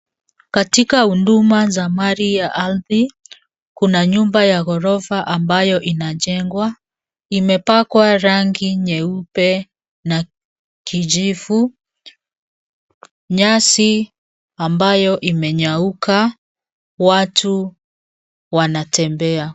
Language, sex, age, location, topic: Swahili, female, 36-49, Nairobi, finance